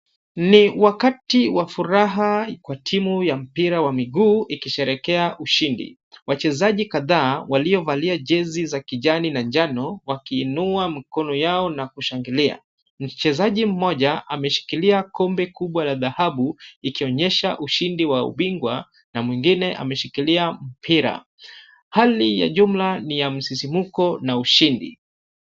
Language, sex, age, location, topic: Swahili, male, 25-35, Kisumu, government